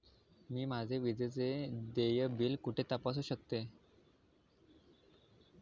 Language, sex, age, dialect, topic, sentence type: Marathi, male, 18-24, Standard Marathi, banking, question